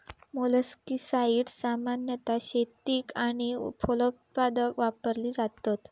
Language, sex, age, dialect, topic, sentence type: Marathi, female, 18-24, Southern Konkan, agriculture, statement